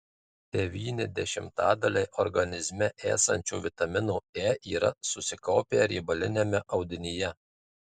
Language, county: Lithuanian, Marijampolė